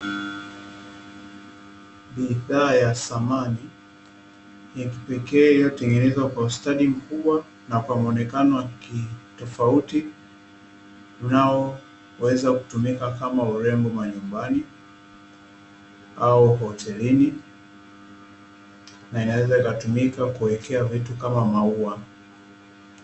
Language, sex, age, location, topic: Swahili, male, 18-24, Dar es Salaam, finance